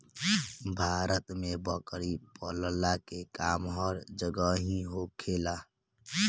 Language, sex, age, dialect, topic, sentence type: Bhojpuri, male, <18, Northern, agriculture, statement